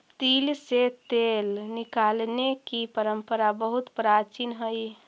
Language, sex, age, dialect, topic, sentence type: Magahi, female, 41-45, Central/Standard, agriculture, statement